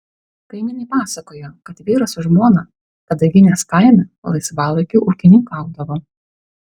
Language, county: Lithuanian, Vilnius